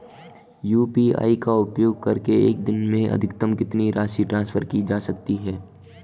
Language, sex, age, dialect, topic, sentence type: Hindi, male, 18-24, Marwari Dhudhari, banking, question